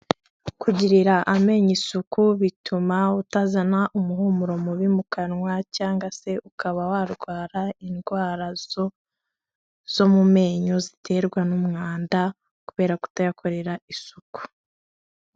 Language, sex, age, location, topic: Kinyarwanda, female, 25-35, Kigali, health